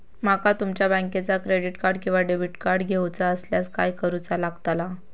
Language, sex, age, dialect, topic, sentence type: Marathi, female, 25-30, Southern Konkan, banking, question